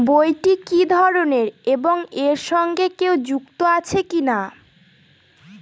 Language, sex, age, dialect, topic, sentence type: Bengali, female, 18-24, Northern/Varendri, banking, question